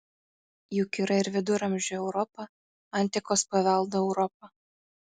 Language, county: Lithuanian, Kaunas